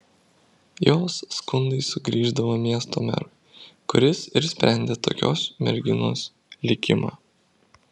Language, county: Lithuanian, Vilnius